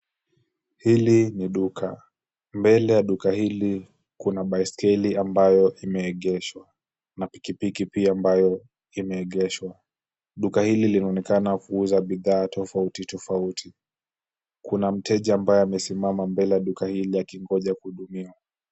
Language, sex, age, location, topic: Swahili, male, 18-24, Kisumu, finance